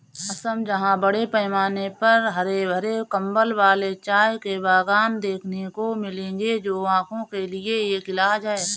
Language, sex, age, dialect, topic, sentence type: Hindi, female, 31-35, Awadhi Bundeli, agriculture, statement